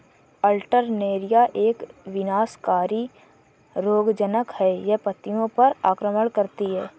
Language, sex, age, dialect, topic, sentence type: Hindi, female, 60-100, Kanauji Braj Bhasha, agriculture, statement